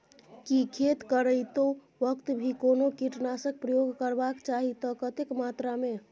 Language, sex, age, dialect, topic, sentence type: Maithili, female, 18-24, Bajjika, agriculture, question